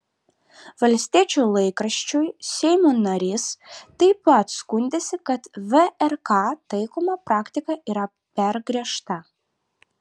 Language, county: Lithuanian, Vilnius